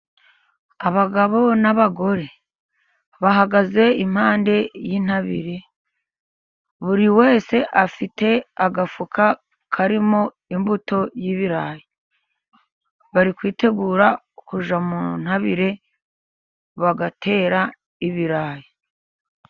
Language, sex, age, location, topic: Kinyarwanda, female, 50+, Musanze, agriculture